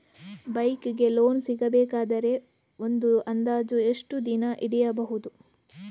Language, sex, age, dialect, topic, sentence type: Kannada, female, 18-24, Coastal/Dakshin, banking, question